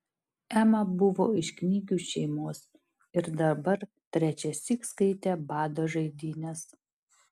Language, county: Lithuanian, Šiauliai